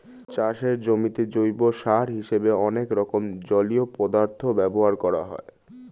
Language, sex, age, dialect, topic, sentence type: Bengali, male, 18-24, Standard Colloquial, agriculture, statement